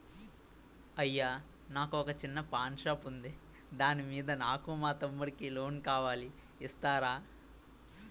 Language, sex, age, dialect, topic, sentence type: Telugu, male, 18-24, Utterandhra, banking, question